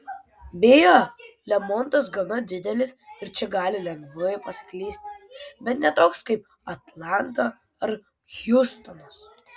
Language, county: Lithuanian, Kaunas